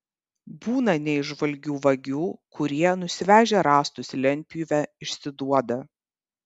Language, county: Lithuanian, Kaunas